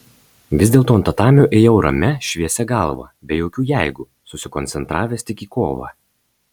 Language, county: Lithuanian, Marijampolė